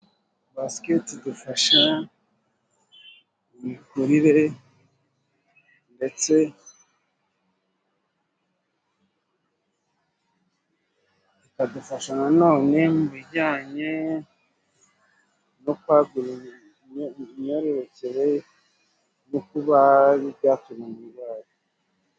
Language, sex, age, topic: Kinyarwanda, male, 25-35, government